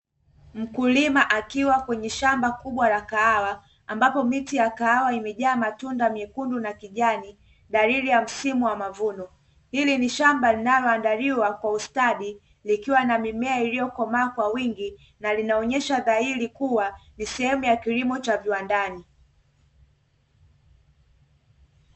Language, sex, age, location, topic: Swahili, female, 18-24, Dar es Salaam, agriculture